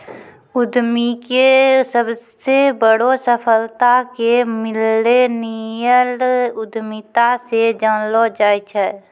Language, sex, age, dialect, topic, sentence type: Maithili, female, 31-35, Angika, banking, statement